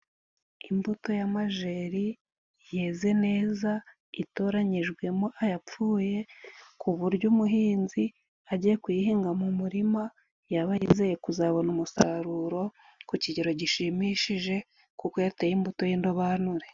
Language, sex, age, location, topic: Kinyarwanda, female, 25-35, Musanze, agriculture